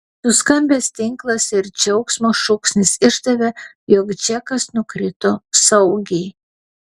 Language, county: Lithuanian, Vilnius